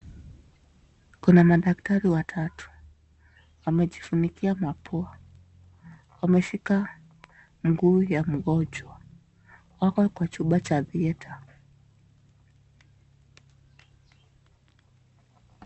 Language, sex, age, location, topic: Swahili, female, 25-35, Nakuru, health